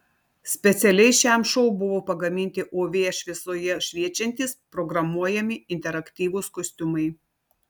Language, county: Lithuanian, Telšiai